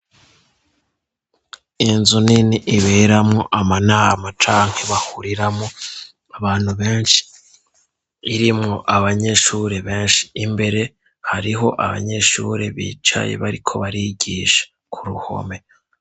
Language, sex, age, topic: Rundi, male, 18-24, education